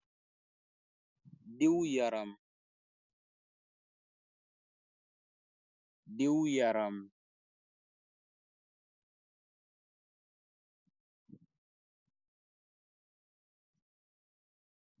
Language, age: Wolof, 25-35